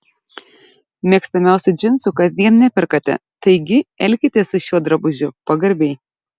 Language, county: Lithuanian, Šiauliai